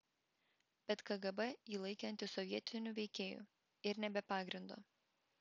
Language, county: Lithuanian, Vilnius